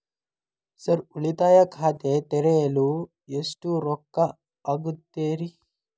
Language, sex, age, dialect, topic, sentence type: Kannada, male, 18-24, Dharwad Kannada, banking, question